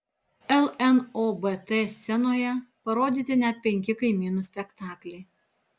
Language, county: Lithuanian, Alytus